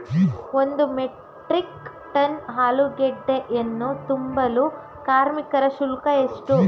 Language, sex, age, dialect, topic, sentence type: Kannada, female, 18-24, Mysore Kannada, agriculture, question